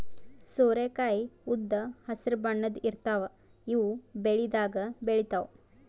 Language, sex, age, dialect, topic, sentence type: Kannada, female, 18-24, Northeastern, agriculture, statement